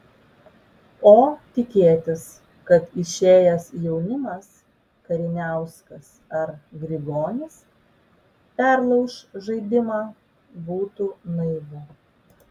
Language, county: Lithuanian, Vilnius